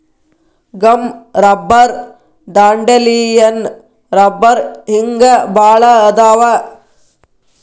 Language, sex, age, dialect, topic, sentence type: Kannada, female, 31-35, Dharwad Kannada, agriculture, statement